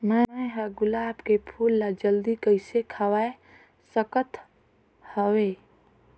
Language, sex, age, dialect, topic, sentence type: Chhattisgarhi, female, 18-24, Northern/Bhandar, agriculture, question